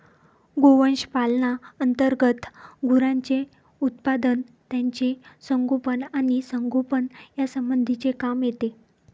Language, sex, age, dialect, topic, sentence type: Marathi, female, 25-30, Varhadi, agriculture, statement